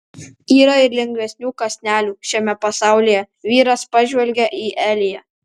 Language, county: Lithuanian, Alytus